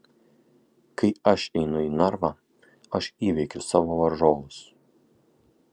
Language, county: Lithuanian, Kaunas